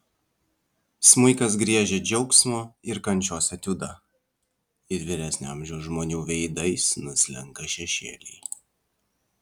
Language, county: Lithuanian, Vilnius